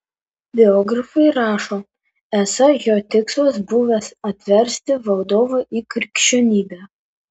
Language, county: Lithuanian, Vilnius